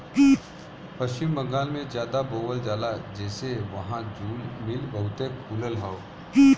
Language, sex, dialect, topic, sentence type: Bhojpuri, male, Western, agriculture, statement